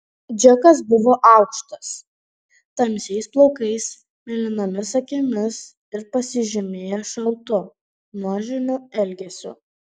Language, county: Lithuanian, Panevėžys